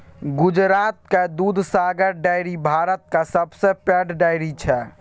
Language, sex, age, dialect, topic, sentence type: Maithili, male, 36-40, Bajjika, agriculture, statement